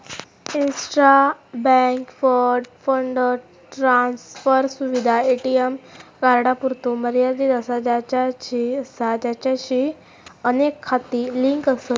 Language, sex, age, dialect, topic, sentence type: Marathi, female, 18-24, Southern Konkan, banking, statement